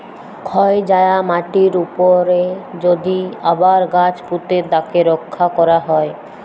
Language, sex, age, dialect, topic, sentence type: Bengali, female, 18-24, Jharkhandi, agriculture, statement